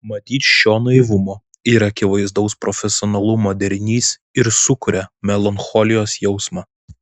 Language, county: Lithuanian, Vilnius